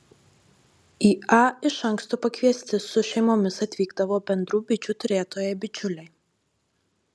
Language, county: Lithuanian, Marijampolė